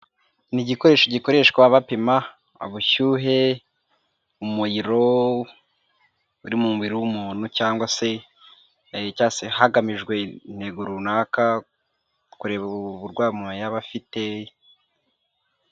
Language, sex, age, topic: Kinyarwanda, male, 18-24, health